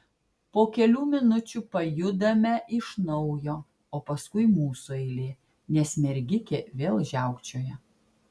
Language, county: Lithuanian, Klaipėda